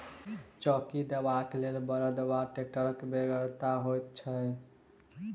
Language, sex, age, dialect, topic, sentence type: Maithili, male, 18-24, Southern/Standard, agriculture, statement